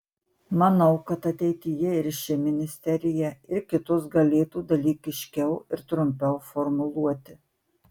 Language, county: Lithuanian, Marijampolė